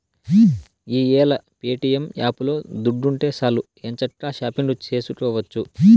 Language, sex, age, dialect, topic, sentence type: Telugu, male, 18-24, Southern, banking, statement